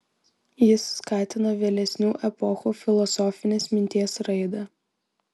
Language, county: Lithuanian, Vilnius